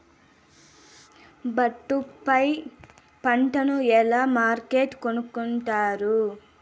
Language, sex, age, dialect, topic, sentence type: Telugu, female, 18-24, Southern, agriculture, question